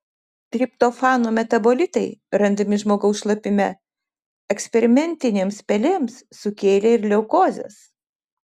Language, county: Lithuanian, Šiauliai